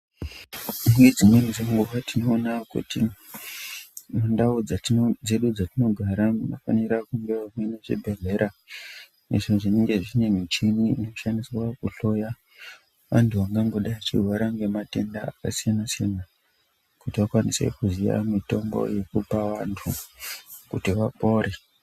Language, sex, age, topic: Ndau, male, 25-35, health